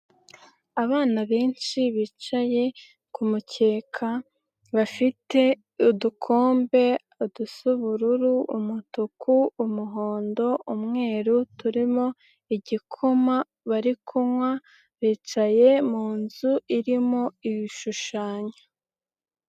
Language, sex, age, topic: Kinyarwanda, female, 18-24, health